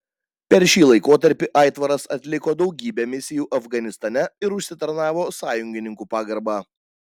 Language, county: Lithuanian, Panevėžys